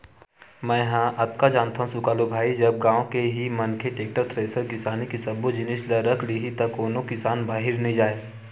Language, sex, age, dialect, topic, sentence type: Chhattisgarhi, male, 18-24, Western/Budati/Khatahi, banking, statement